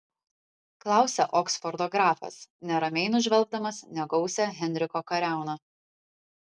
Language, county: Lithuanian, Vilnius